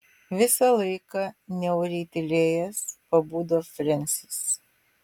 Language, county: Lithuanian, Vilnius